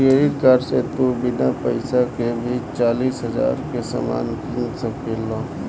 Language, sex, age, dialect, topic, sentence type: Bhojpuri, male, 18-24, Southern / Standard, banking, statement